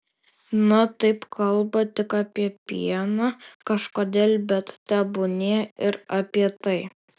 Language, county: Lithuanian, Alytus